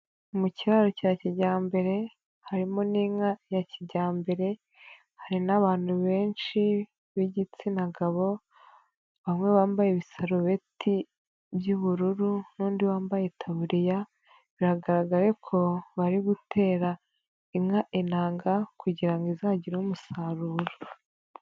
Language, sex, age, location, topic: Kinyarwanda, female, 25-35, Nyagatare, agriculture